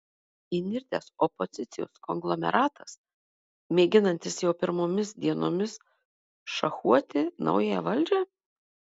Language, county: Lithuanian, Marijampolė